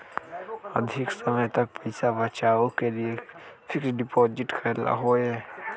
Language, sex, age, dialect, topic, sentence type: Magahi, male, 36-40, Western, banking, question